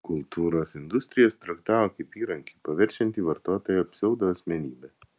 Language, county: Lithuanian, Vilnius